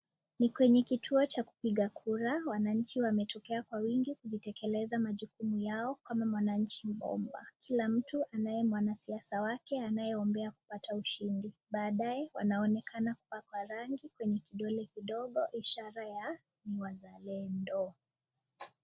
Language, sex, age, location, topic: Swahili, female, 18-24, Nakuru, government